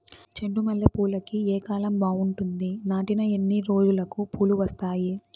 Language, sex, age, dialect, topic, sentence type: Telugu, female, 18-24, Southern, agriculture, question